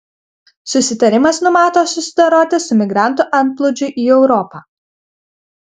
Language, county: Lithuanian, Kaunas